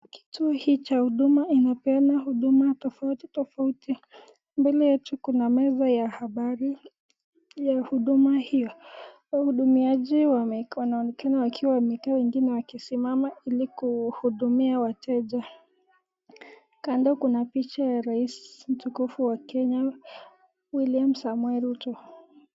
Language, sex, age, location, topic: Swahili, female, 18-24, Nakuru, government